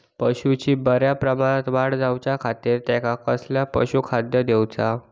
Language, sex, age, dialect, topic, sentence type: Marathi, male, 41-45, Southern Konkan, agriculture, question